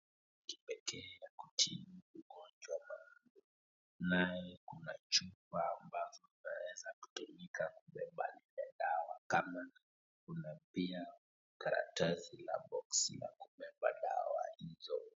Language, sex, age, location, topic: Swahili, male, 25-35, Wajir, health